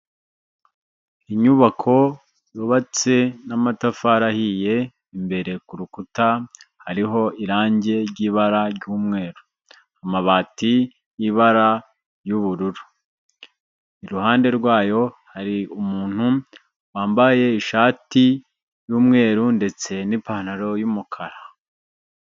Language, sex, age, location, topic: Kinyarwanda, male, 25-35, Huye, health